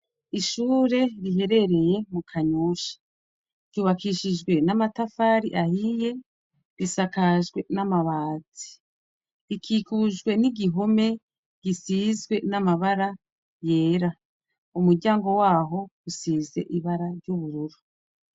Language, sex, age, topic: Rundi, female, 36-49, education